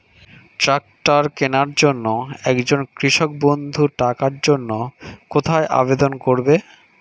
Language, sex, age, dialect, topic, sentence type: Bengali, male, 25-30, Standard Colloquial, agriculture, question